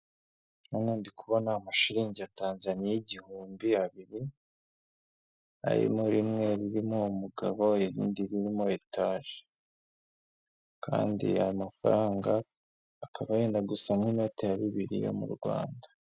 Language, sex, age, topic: Kinyarwanda, male, 25-35, finance